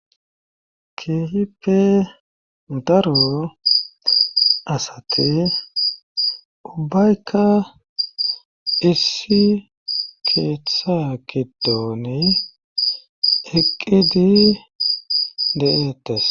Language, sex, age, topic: Gamo, male, 18-24, government